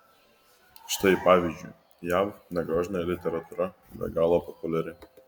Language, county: Lithuanian, Kaunas